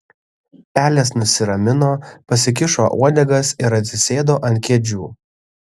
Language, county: Lithuanian, Kaunas